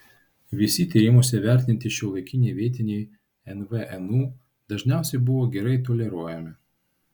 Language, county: Lithuanian, Vilnius